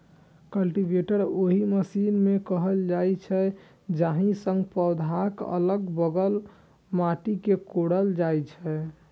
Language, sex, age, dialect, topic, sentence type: Maithili, female, 18-24, Eastern / Thethi, agriculture, statement